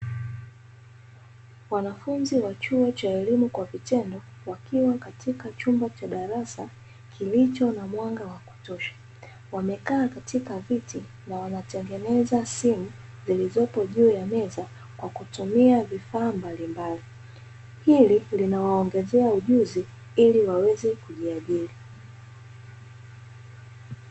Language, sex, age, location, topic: Swahili, female, 25-35, Dar es Salaam, education